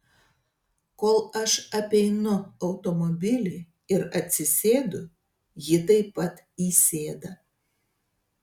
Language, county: Lithuanian, Telšiai